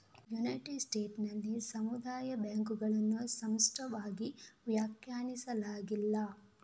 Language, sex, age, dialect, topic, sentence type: Kannada, female, 25-30, Coastal/Dakshin, banking, statement